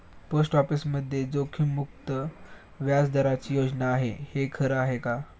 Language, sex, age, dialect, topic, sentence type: Marathi, male, 18-24, Standard Marathi, banking, statement